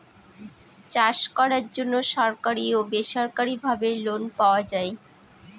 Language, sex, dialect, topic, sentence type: Bengali, female, Northern/Varendri, agriculture, statement